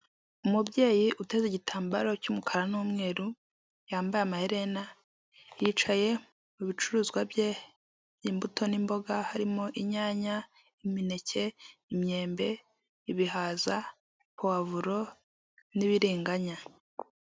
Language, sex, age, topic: Kinyarwanda, female, 25-35, finance